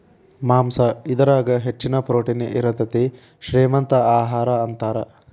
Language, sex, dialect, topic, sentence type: Kannada, male, Dharwad Kannada, agriculture, statement